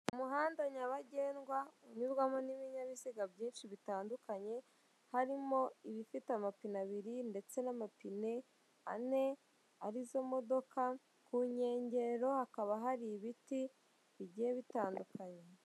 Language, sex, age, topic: Kinyarwanda, female, 18-24, government